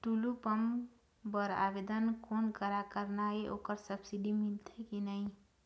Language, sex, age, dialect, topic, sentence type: Chhattisgarhi, female, 46-50, Eastern, agriculture, question